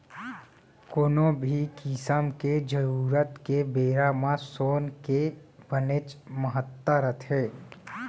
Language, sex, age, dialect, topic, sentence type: Chhattisgarhi, male, 18-24, Central, banking, statement